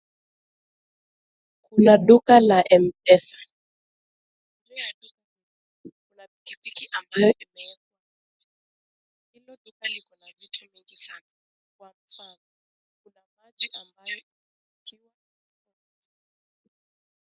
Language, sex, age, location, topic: Swahili, female, 18-24, Nakuru, finance